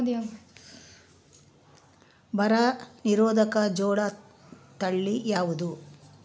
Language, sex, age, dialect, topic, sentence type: Kannada, female, 18-24, Central, agriculture, question